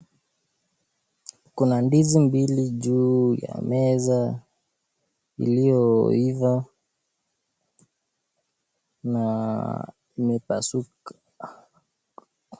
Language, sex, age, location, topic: Swahili, male, 18-24, Nakuru, agriculture